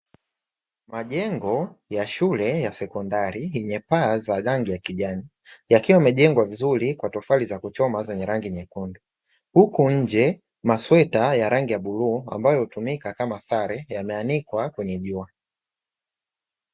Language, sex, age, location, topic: Swahili, male, 25-35, Dar es Salaam, education